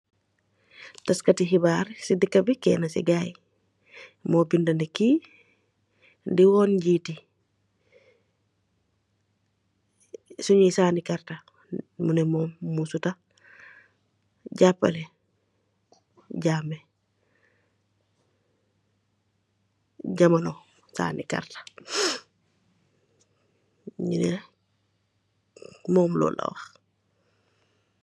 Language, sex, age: Wolof, female, 25-35